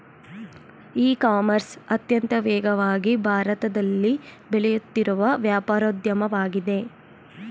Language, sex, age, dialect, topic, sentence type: Kannada, female, 18-24, Mysore Kannada, agriculture, statement